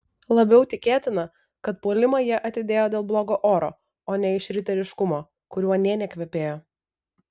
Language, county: Lithuanian, Vilnius